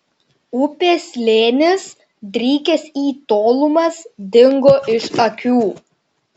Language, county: Lithuanian, Šiauliai